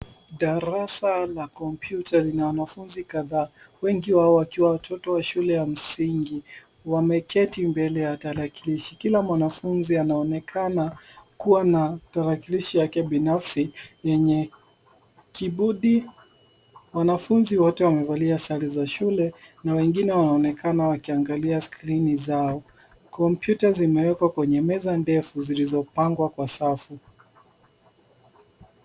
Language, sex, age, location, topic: Swahili, male, 18-24, Nairobi, education